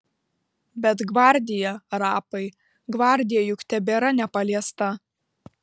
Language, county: Lithuanian, Vilnius